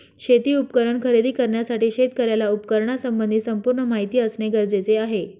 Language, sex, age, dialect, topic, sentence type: Marathi, female, 25-30, Northern Konkan, agriculture, statement